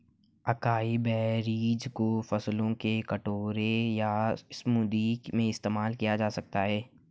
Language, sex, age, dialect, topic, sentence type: Hindi, male, 18-24, Marwari Dhudhari, agriculture, statement